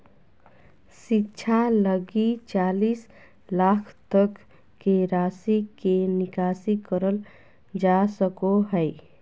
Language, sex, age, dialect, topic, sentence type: Magahi, female, 41-45, Southern, banking, statement